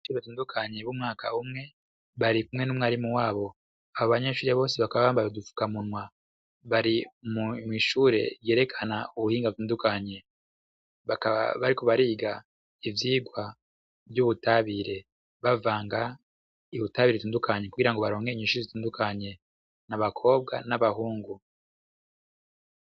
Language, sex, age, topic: Rundi, male, 25-35, education